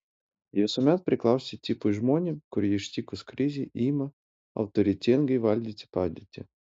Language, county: Lithuanian, Utena